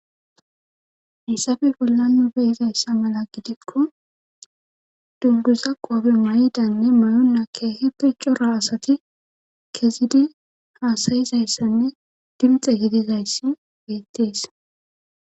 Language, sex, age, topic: Gamo, female, 25-35, government